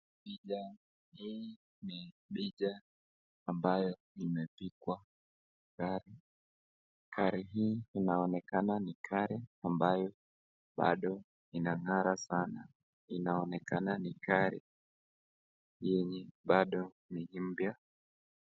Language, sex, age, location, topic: Swahili, male, 25-35, Nakuru, finance